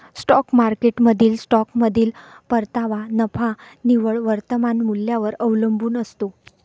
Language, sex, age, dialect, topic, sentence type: Marathi, female, 25-30, Varhadi, banking, statement